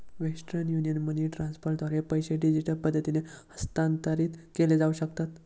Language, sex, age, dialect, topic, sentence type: Marathi, male, 18-24, Standard Marathi, banking, statement